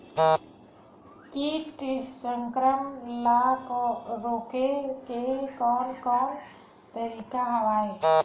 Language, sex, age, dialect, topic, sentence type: Chhattisgarhi, female, 46-50, Western/Budati/Khatahi, agriculture, question